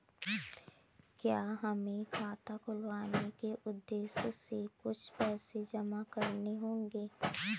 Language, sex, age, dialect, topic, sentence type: Hindi, female, 18-24, Awadhi Bundeli, banking, question